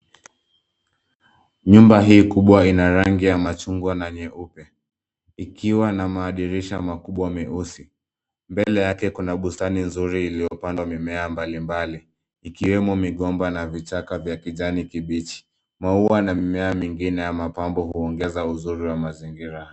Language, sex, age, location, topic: Swahili, male, 25-35, Nairobi, finance